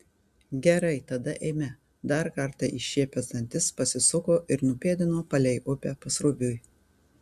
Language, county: Lithuanian, Tauragė